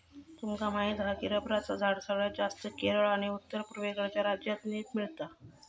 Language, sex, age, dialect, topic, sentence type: Marathi, female, 36-40, Southern Konkan, agriculture, statement